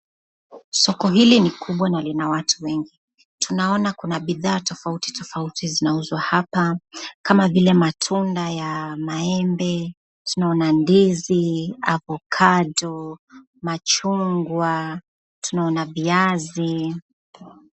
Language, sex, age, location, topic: Swahili, female, 25-35, Nakuru, finance